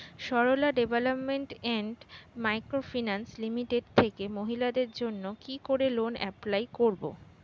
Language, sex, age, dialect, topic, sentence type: Bengali, female, 18-24, Standard Colloquial, banking, question